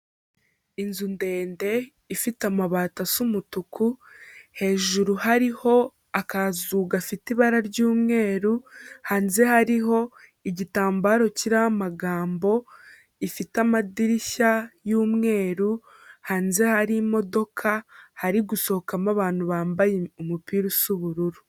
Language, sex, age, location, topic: Kinyarwanda, female, 18-24, Kigali, health